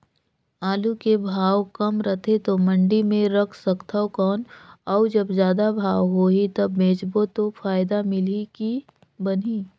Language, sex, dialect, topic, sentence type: Chhattisgarhi, female, Northern/Bhandar, agriculture, question